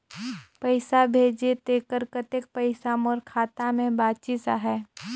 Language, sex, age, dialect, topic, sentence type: Chhattisgarhi, female, 18-24, Northern/Bhandar, banking, question